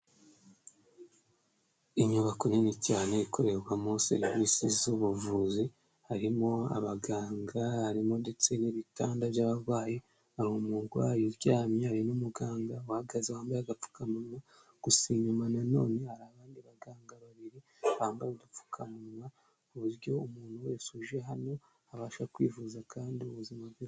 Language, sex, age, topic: Kinyarwanda, female, 18-24, health